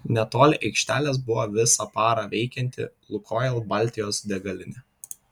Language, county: Lithuanian, Vilnius